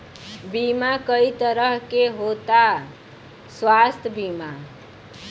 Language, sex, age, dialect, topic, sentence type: Bhojpuri, female, 18-24, Western, banking, question